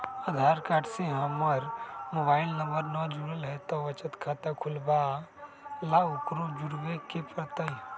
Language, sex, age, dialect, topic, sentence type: Magahi, male, 36-40, Western, banking, question